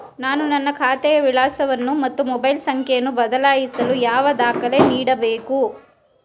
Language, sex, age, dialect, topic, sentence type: Kannada, female, 36-40, Mysore Kannada, banking, question